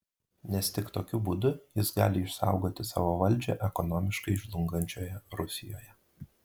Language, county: Lithuanian, Marijampolė